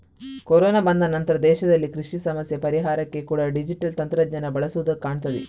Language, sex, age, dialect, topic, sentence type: Kannada, female, 18-24, Coastal/Dakshin, agriculture, statement